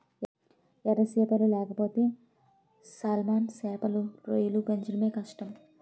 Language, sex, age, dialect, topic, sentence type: Telugu, female, 18-24, Utterandhra, agriculture, statement